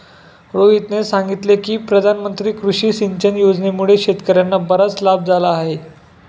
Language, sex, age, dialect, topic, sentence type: Marathi, male, 18-24, Standard Marathi, agriculture, statement